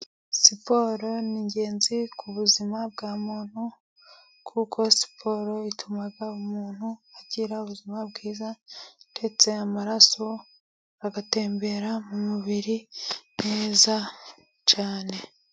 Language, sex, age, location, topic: Kinyarwanda, female, 25-35, Musanze, government